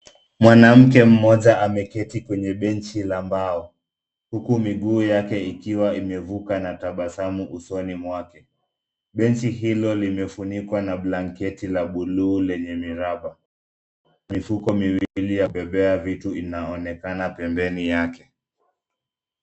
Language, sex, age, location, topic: Swahili, male, 25-35, Nairobi, government